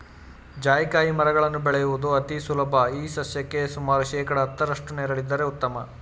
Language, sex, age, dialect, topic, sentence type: Kannada, male, 18-24, Mysore Kannada, agriculture, statement